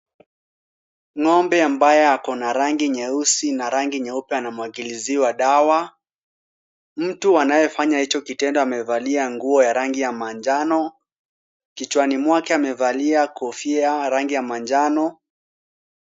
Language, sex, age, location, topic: Swahili, male, 18-24, Kisumu, agriculture